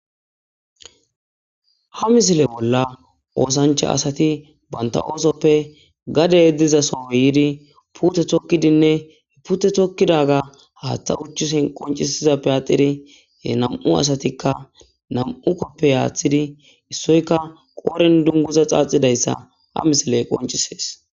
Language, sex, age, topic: Gamo, male, 18-24, agriculture